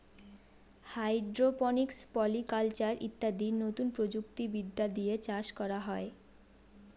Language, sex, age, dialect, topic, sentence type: Bengali, female, 18-24, Northern/Varendri, agriculture, statement